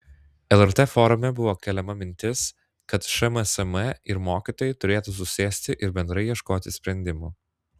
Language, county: Lithuanian, Klaipėda